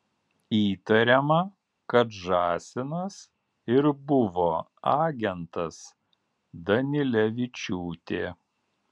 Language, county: Lithuanian, Alytus